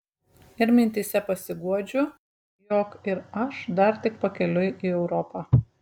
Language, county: Lithuanian, Šiauliai